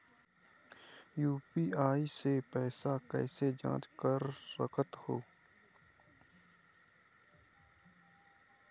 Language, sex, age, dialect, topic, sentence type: Chhattisgarhi, male, 51-55, Eastern, banking, question